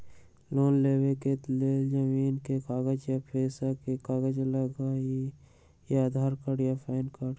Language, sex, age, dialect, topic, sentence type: Magahi, male, 60-100, Western, banking, question